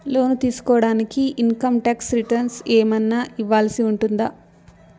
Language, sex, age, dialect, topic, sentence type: Telugu, female, 18-24, Southern, banking, question